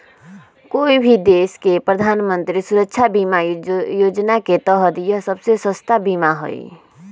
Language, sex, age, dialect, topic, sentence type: Magahi, female, 25-30, Western, banking, statement